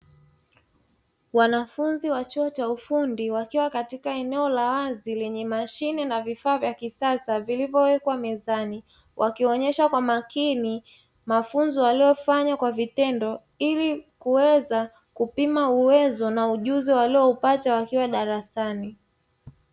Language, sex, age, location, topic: Swahili, female, 25-35, Dar es Salaam, education